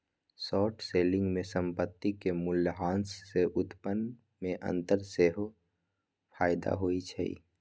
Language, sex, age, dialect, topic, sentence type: Magahi, male, 18-24, Western, banking, statement